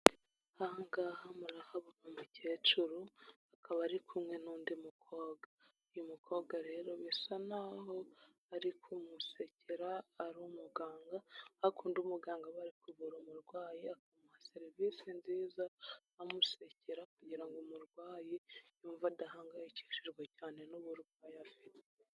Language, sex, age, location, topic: Kinyarwanda, female, 25-35, Huye, health